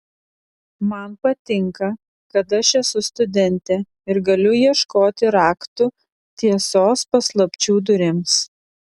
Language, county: Lithuanian, Vilnius